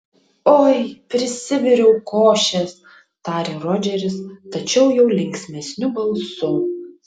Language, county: Lithuanian, Utena